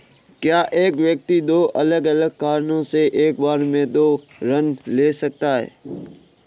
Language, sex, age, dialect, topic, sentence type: Hindi, male, 18-24, Marwari Dhudhari, banking, question